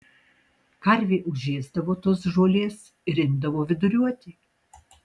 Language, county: Lithuanian, Tauragė